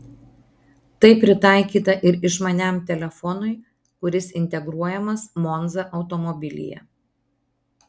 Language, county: Lithuanian, Marijampolė